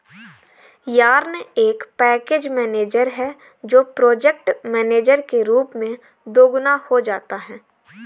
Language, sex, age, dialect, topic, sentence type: Hindi, female, 18-24, Kanauji Braj Bhasha, agriculture, statement